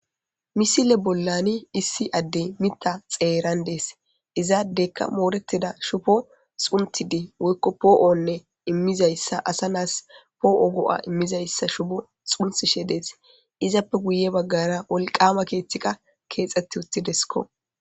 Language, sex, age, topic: Gamo, male, 25-35, government